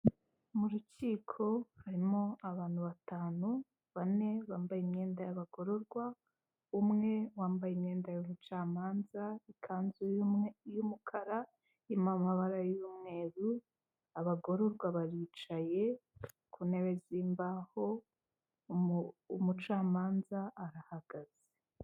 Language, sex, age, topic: Kinyarwanda, female, 25-35, government